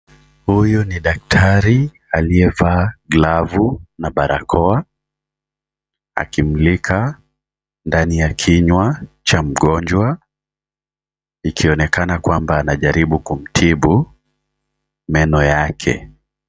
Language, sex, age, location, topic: Swahili, male, 18-24, Kisii, health